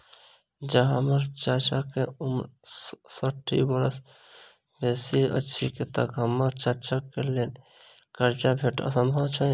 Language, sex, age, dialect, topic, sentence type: Maithili, male, 18-24, Southern/Standard, banking, statement